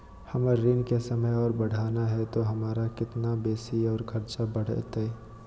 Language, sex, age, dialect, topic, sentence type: Magahi, male, 18-24, Southern, banking, question